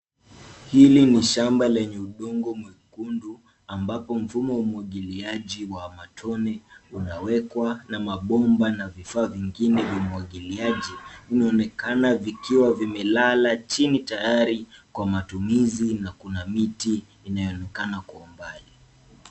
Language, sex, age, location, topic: Swahili, male, 18-24, Nairobi, agriculture